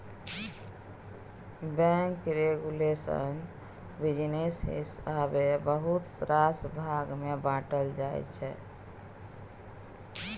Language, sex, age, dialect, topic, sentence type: Maithili, female, 31-35, Bajjika, banking, statement